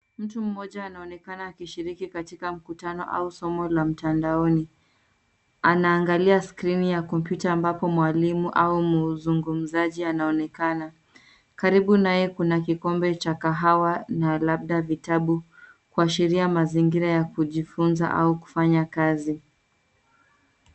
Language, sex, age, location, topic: Swahili, female, 25-35, Nairobi, education